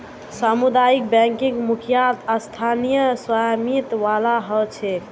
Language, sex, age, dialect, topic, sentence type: Magahi, female, 18-24, Northeastern/Surjapuri, banking, statement